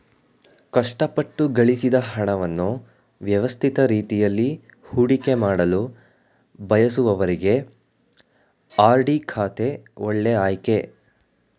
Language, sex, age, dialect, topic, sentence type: Kannada, male, 18-24, Mysore Kannada, banking, statement